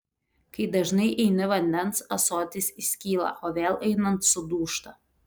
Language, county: Lithuanian, Telšiai